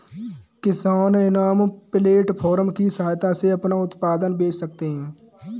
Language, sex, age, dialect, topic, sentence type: Hindi, male, 18-24, Kanauji Braj Bhasha, agriculture, statement